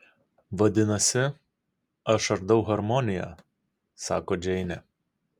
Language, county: Lithuanian, Kaunas